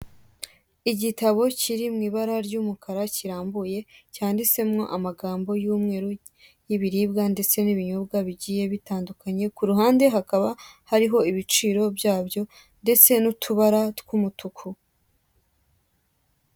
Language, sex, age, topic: Kinyarwanda, female, 18-24, finance